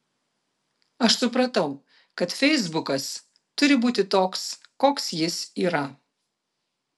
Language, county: Lithuanian, Vilnius